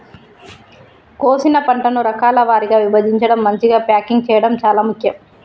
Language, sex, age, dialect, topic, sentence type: Telugu, female, 31-35, Telangana, agriculture, statement